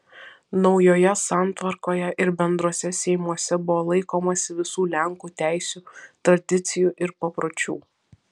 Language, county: Lithuanian, Vilnius